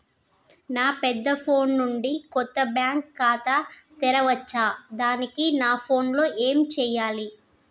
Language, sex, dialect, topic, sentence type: Telugu, female, Telangana, banking, question